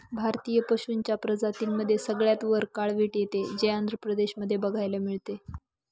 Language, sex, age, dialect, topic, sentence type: Marathi, female, 18-24, Northern Konkan, agriculture, statement